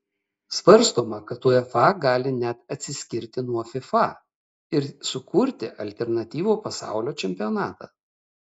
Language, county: Lithuanian, Kaunas